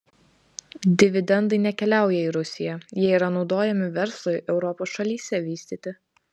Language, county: Lithuanian, Vilnius